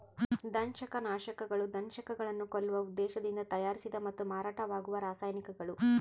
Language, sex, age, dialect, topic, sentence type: Kannada, female, 31-35, Central, agriculture, statement